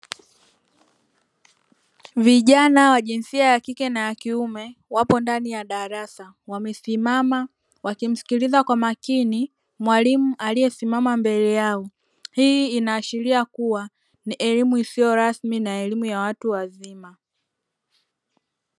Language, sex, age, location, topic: Swahili, female, 25-35, Dar es Salaam, education